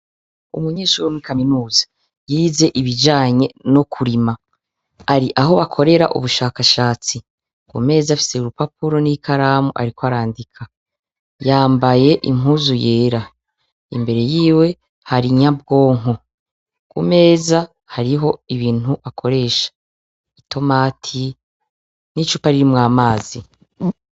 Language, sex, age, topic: Rundi, female, 36-49, education